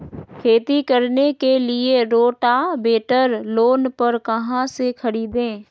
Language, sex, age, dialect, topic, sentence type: Magahi, female, 25-30, Western, agriculture, question